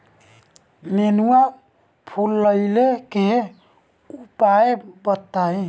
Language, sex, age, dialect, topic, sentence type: Bhojpuri, male, 25-30, Northern, agriculture, question